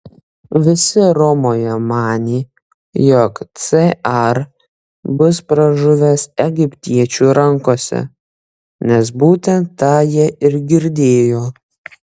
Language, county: Lithuanian, Kaunas